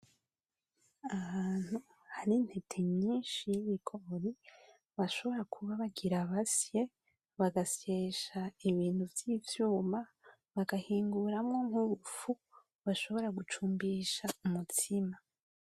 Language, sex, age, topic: Rundi, female, 18-24, agriculture